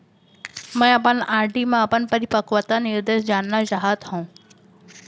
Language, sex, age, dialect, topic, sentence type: Chhattisgarhi, female, 31-35, Central, banking, statement